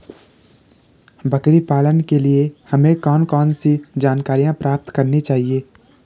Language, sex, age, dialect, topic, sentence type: Hindi, male, 18-24, Garhwali, agriculture, question